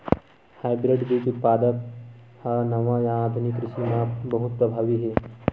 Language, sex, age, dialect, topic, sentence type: Chhattisgarhi, male, 31-35, Western/Budati/Khatahi, agriculture, statement